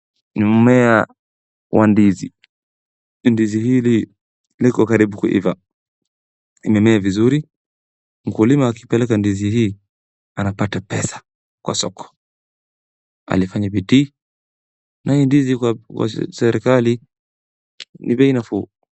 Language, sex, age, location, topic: Swahili, male, 18-24, Wajir, agriculture